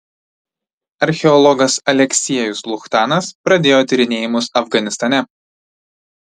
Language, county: Lithuanian, Tauragė